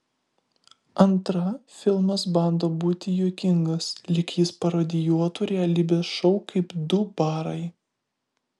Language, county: Lithuanian, Vilnius